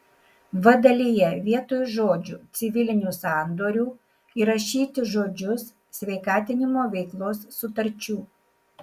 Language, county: Lithuanian, Šiauliai